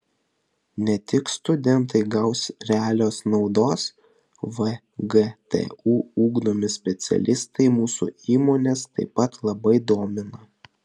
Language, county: Lithuanian, Vilnius